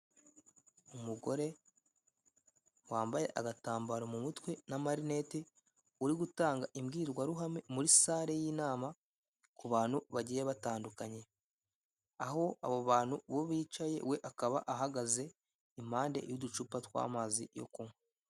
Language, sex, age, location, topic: Kinyarwanda, male, 18-24, Kigali, government